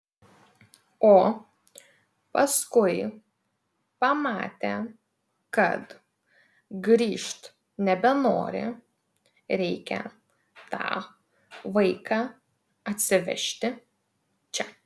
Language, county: Lithuanian, Vilnius